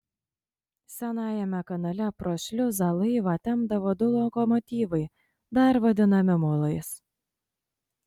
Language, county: Lithuanian, Kaunas